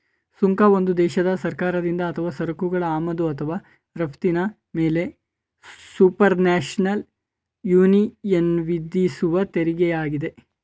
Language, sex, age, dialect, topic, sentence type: Kannada, male, 18-24, Mysore Kannada, banking, statement